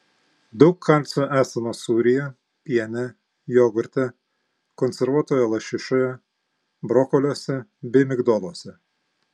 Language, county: Lithuanian, Panevėžys